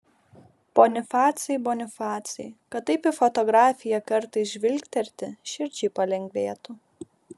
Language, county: Lithuanian, Šiauliai